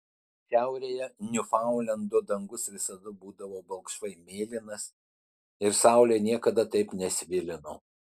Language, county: Lithuanian, Utena